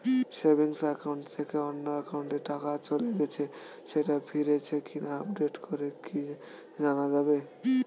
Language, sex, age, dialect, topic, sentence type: Bengali, male, 18-24, Standard Colloquial, banking, question